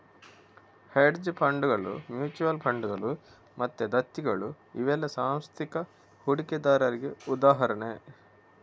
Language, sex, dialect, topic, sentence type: Kannada, male, Coastal/Dakshin, banking, statement